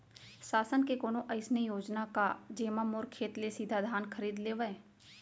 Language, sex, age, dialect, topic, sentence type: Chhattisgarhi, female, 25-30, Central, agriculture, question